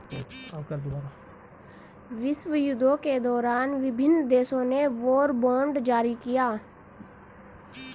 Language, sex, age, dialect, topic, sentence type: Hindi, male, 36-40, Hindustani Malvi Khadi Boli, banking, statement